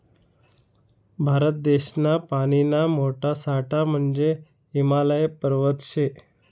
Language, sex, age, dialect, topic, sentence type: Marathi, male, 31-35, Northern Konkan, agriculture, statement